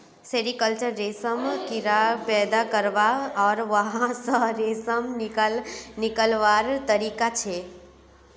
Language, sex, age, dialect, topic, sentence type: Magahi, female, 18-24, Northeastern/Surjapuri, agriculture, statement